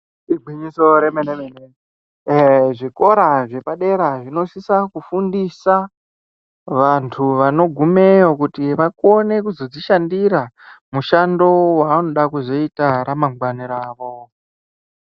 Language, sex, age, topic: Ndau, male, 50+, education